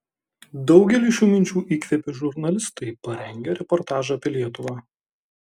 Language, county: Lithuanian, Kaunas